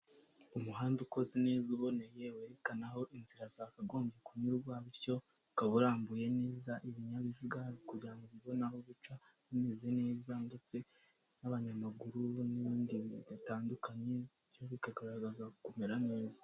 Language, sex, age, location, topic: Kinyarwanda, male, 18-24, Kigali, government